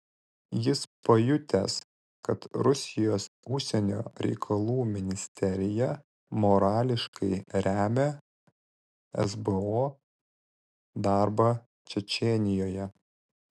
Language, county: Lithuanian, Vilnius